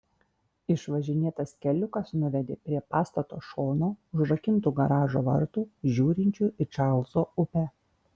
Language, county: Lithuanian, Kaunas